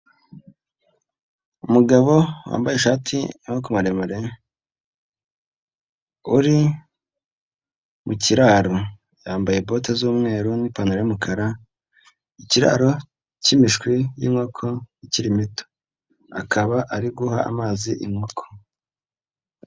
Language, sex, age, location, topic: Kinyarwanda, male, 25-35, Nyagatare, agriculture